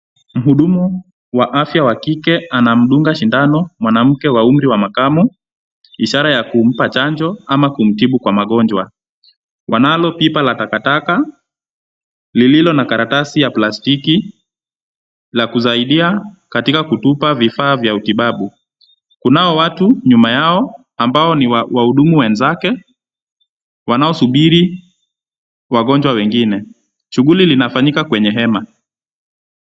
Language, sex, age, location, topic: Swahili, male, 25-35, Kisumu, health